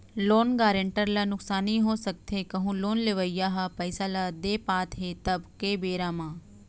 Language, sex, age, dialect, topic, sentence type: Chhattisgarhi, female, 31-35, Central, banking, statement